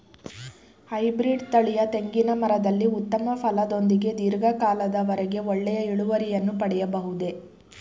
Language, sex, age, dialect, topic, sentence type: Kannada, female, 25-30, Mysore Kannada, agriculture, question